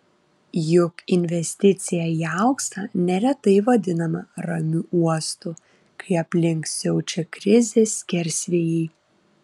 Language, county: Lithuanian, Vilnius